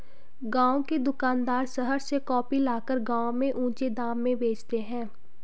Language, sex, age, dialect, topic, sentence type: Hindi, female, 25-30, Garhwali, agriculture, statement